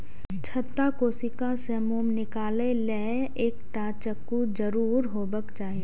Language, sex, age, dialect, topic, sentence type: Maithili, female, 18-24, Eastern / Thethi, agriculture, statement